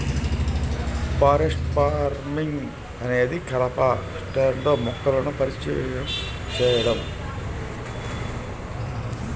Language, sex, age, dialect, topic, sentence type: Telugu, male, 51-55, Central/Coastal, agriculture, statement